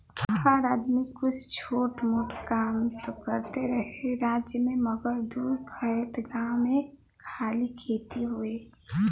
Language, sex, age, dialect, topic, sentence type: Bhojpuri, male, 18-24, Western, agriculture, statement